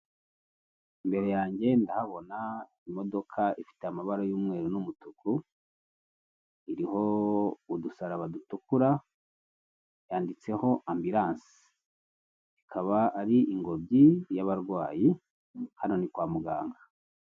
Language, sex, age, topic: Kinyarwanda, male, 50+, government